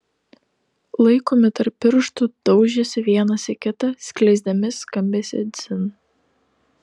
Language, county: Lithuanian, Telšiai